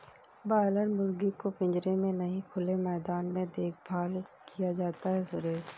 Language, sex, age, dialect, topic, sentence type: Hindi, female, 41-45, Awadhi Bundeli, agriculture, statement